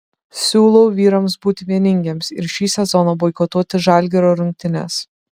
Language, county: Lithuanian, Šiauliai